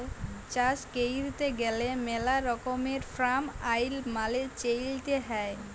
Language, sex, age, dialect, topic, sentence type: Bengali, female, 18-24, Jharkhandi, agriculture, statement